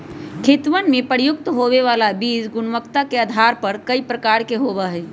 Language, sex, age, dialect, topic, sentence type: Magahi, male, 25-30, Western, agriculture, statement